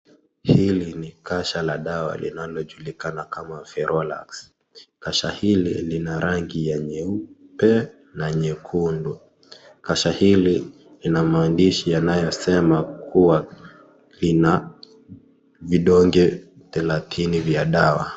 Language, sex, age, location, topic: Swahili, male, 18-24, Kisii, health